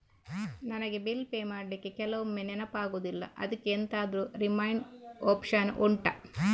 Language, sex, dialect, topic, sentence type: Kannada, female, Coastal/Dakshin, banking, question